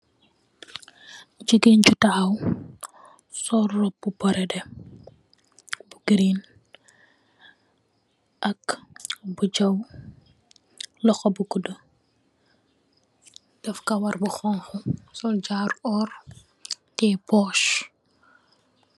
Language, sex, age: Wolof, female, 18-24